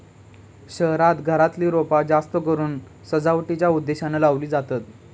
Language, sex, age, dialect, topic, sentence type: Marathi, male, 18-24, Southern Konkan, agriculture, statement